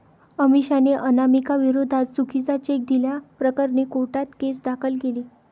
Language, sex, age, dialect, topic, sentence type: Marathi, female, 31-35, Varhadi, banking, statement